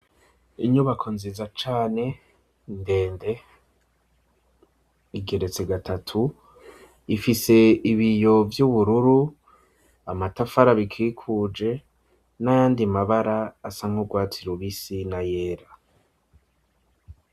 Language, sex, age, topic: Rundi, male, 25-35, education